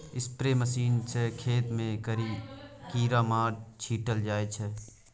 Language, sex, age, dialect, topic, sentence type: Maithili, male, 25-30, Bajjika, agriculture, statement